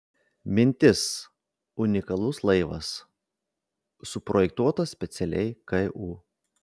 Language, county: Lithuanian, Vilnius